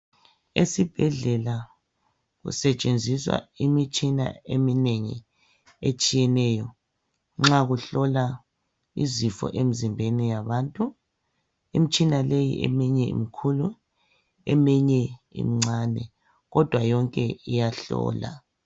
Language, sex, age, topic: North Ndebele, male, 36-49, health